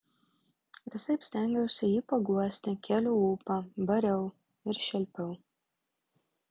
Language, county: Lithuanian, Vilnius